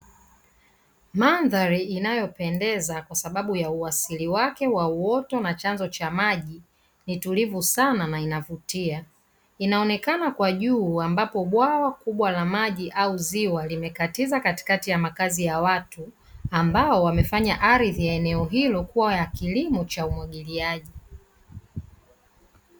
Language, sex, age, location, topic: Swahili, female, 36-49, Dar es Salaam, agriculture